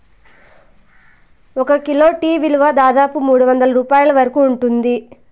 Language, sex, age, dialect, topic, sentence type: Telugu, female, 18-24, Southern, agriculture, statement